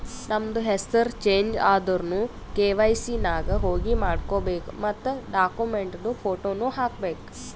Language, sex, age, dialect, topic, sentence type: Kannada, female, 18-24, Northeastern, banking, statement